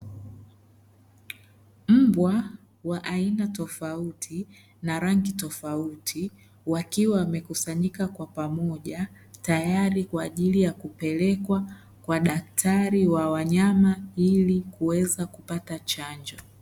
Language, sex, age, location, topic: Swahili, male, 25-35, Dar es Salaam, agriculture